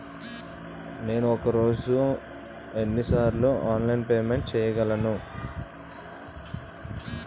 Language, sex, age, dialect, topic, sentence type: Telugu, male, 25-30, Utterandhra, banking, question